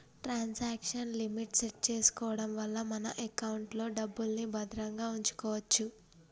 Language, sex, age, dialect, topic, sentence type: Telugu, female, 18-24, Telangana, banking, statement